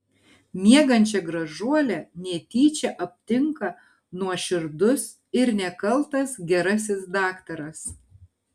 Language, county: Lithuanian, Kaunas